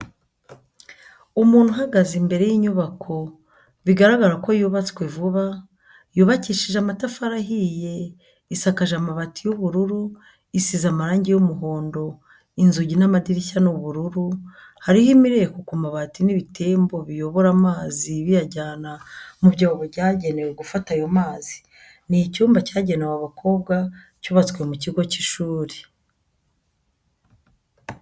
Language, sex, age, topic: Kinyarwanda, female, 50+, education